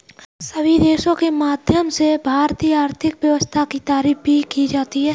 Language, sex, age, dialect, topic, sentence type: Hindi, female, 18-24, Kanauji Braj Bhasha, banking, statement